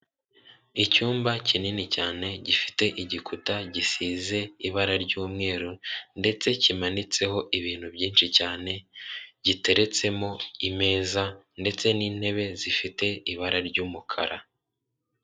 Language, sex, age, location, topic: Kinyarwanda, male, 36-49, Kigali, finance